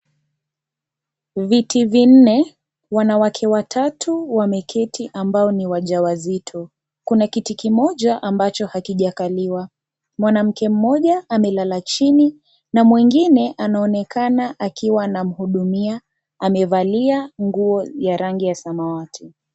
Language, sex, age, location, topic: Swahili, female, 25-35, Kisii, health